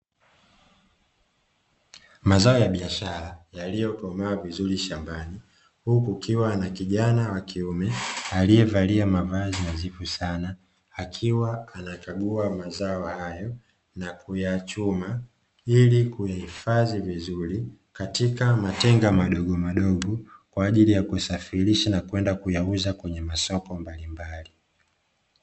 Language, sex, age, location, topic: Swahili, male, 25-35, Dar es Salaam, agriculture